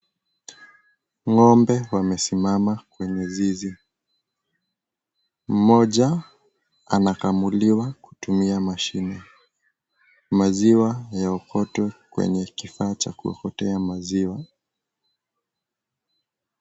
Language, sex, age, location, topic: Swahili, male, 18-24, Kisii, agriculture